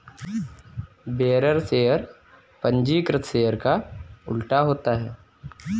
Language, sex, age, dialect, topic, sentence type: Hindi, male, 25-30, Kanauji Braj Bhasha, banking, statement